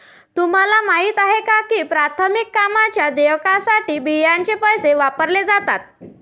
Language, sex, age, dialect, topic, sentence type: Marathi, female, 51-55, Varhadi, banking, statement